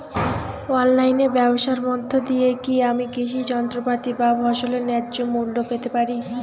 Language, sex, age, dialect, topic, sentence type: Bengali, female, 18-24, Rajbangshi, agriculture, question